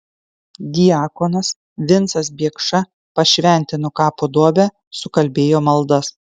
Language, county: Lithuanian, Kaunas